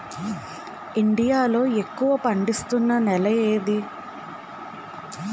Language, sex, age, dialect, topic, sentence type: Telugu, female, 18-24, Utterandhra, agriculture, question